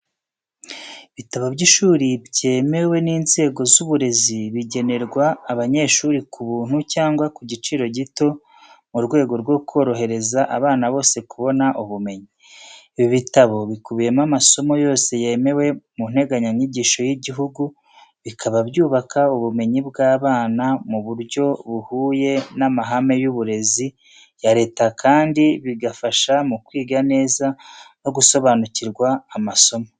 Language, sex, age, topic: Kinyarwanda, male, 36-49, education